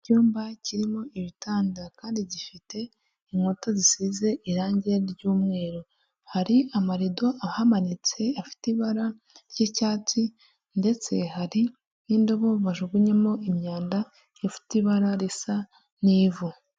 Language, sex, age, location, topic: Kinyarwanda, female, 36-49, Huye, health